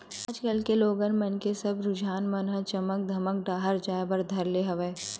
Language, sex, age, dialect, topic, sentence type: Chhattisgarhi, female, 18-24, Western/Budati/Khatahi, banking, statement